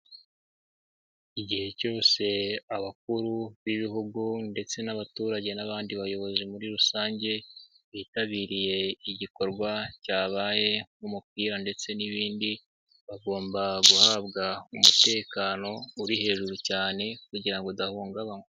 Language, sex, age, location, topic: Kinyarwanda, male, 18-24, Nyagatare, government